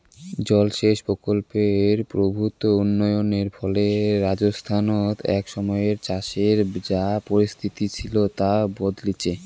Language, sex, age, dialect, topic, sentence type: Bengali, male, 18-24, Rajbangshi, agriculture, statement